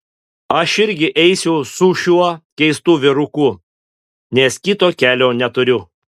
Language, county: Lithuanian, Panevėžys